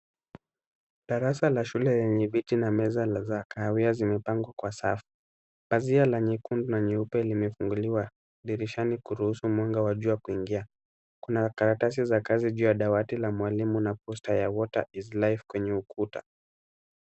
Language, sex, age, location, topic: Swahili, male, 18-24, Kisumu, education